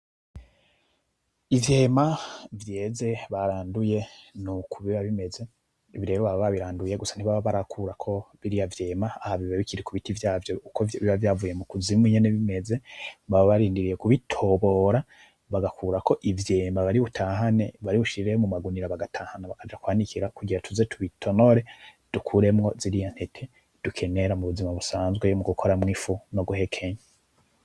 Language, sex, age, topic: Rundi, male, 25-35, agriculture